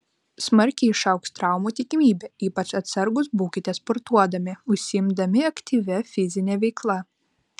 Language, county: Lithuanian, Vilnius